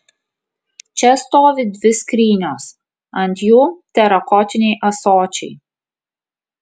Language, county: Lithuanian, Kaunas